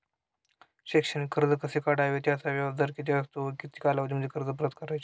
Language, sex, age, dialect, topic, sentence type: Marathi, male, 18-24, Standard Marathi, banking, question